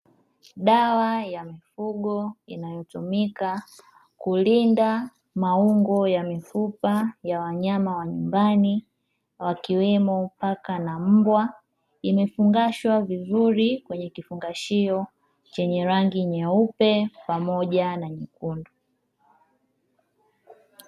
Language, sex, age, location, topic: Swahili, male, 18-24, Dar es Salaam, agriculture